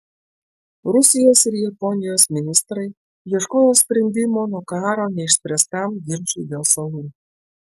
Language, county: Lithuanian, Klaipėda